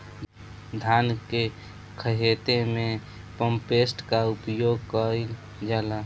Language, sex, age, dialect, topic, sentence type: Bhojpuri, male, <18, Northern, agriculture, question